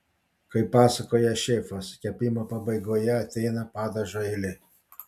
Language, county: Lithuanian, Panevėžys